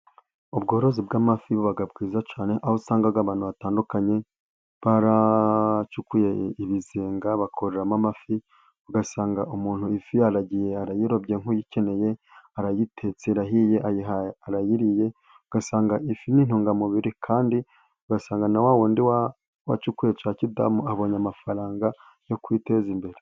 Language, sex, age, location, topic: Kinyarwanda, male, 25-35, Burera, agriculture